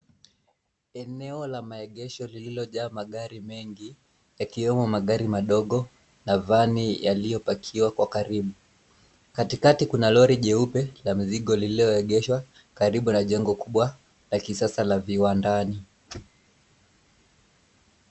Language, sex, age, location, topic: Swahili, male, 25-35, Nairobi, finance